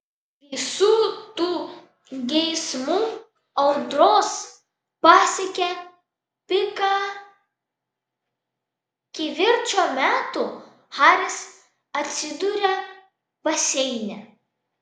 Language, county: Lithuanian, Vilnius